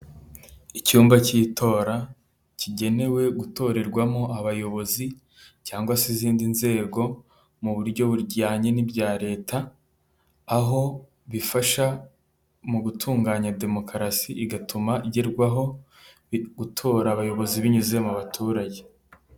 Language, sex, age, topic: Kinyarwanda, male, 18-24, government